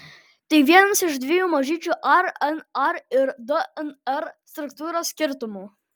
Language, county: Lithuanian, Vilnius